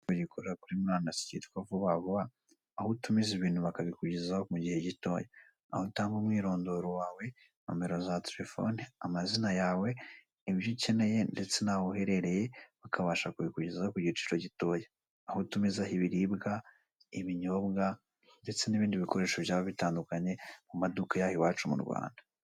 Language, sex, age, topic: Kinyarwanda, male, 18-24, finance